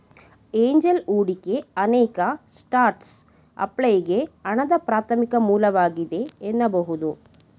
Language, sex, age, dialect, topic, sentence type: Kannada, female, 31-35, Mysore Kannada, banking, statement